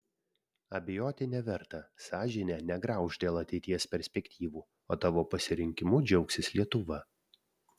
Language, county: Lithuanian, Vilnius